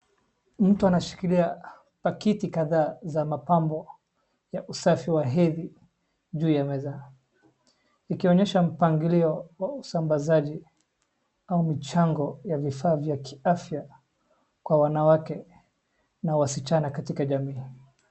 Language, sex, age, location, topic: Swahili, male, 25-35, Wajir, health